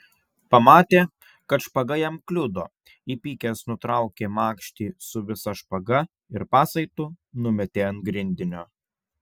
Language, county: Lithuanian, Vilnius